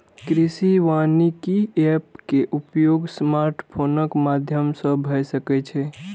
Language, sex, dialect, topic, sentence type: Maithili, male, Eastern / Thethi, agriculture, statement